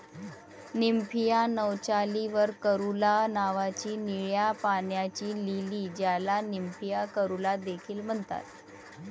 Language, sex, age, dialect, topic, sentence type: Marathi, female, 36-40, Varhadi, agriculture, statement